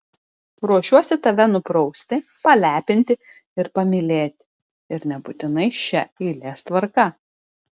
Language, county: Lithuanian, Klaipėda